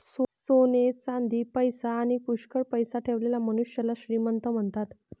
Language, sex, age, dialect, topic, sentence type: Marathi, female, 31-35, Varhadi, banking, statement